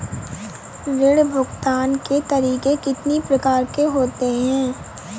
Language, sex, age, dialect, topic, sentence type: Hindi, female, 18-24, Awadhi Bundeli, banking, question